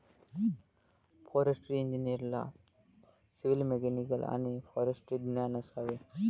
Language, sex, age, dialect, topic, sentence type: Marathi, male, 18-24, Varhadi, agriculture, statement